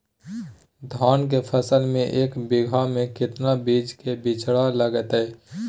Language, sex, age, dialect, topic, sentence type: Magahi, male, 18-24, Southern, agriculture, question